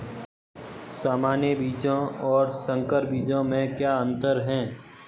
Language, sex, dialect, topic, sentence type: Hindi, male, Marwari Dhudhari, agriculture, question